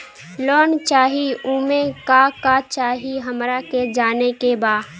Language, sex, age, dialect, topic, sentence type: Bhojpuri, female, <18, Western, banking, question